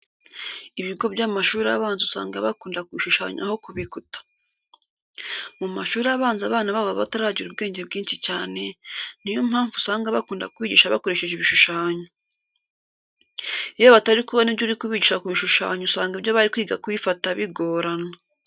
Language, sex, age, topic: Kinyarwanda, female, 18-24, education